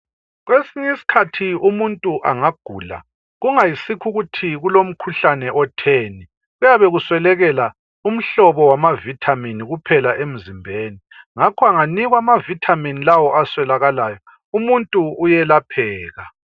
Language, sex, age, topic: North Ndebele, male, 50+, health